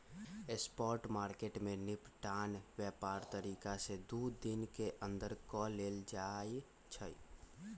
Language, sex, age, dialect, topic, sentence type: Magahi, male, 41-45, Western, banking, statement